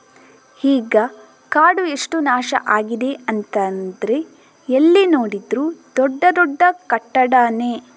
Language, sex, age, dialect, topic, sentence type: Kannada, female, 18-24, Coastal/Dakshin, agriculture, statement